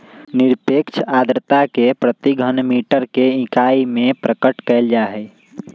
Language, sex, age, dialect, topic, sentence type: Magahi, male, 18-24, Western, agriculture, statement